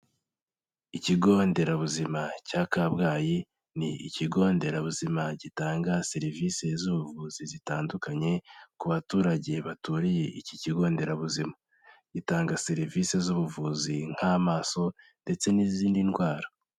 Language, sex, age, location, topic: Kinyarwanda, male, 18-24, Kigali, health